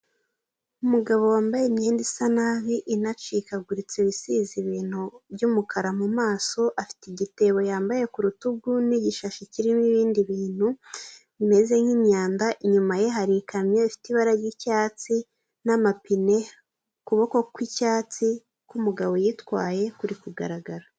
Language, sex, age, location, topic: Kinyarwanda, female, 18-24, Kigali, health